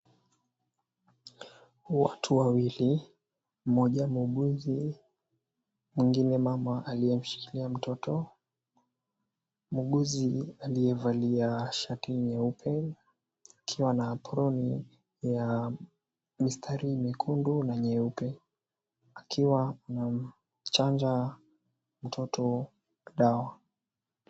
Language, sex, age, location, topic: Swahili, male, 18-24, Mombasa, health